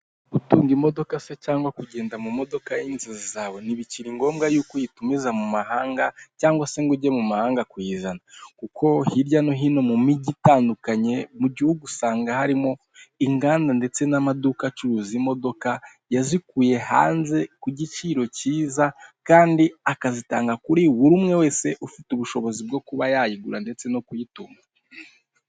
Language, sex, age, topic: Kinyarwanda, male, 18-24, finance